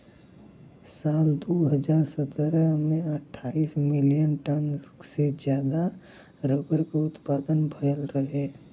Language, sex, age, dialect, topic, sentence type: Bhojpuri, male, 31-35, Western, agriculture, statement